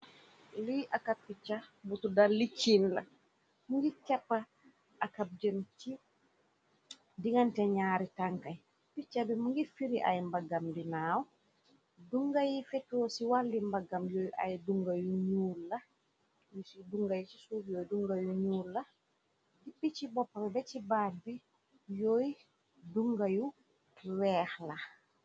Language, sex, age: Wolof, female, 36-49